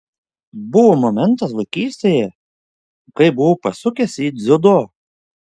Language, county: Lithuanian, Šiauliai